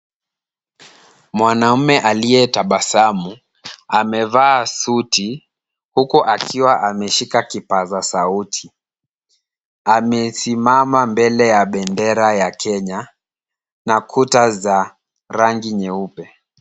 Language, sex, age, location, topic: Swahili, male, 18-24, Kisumu, government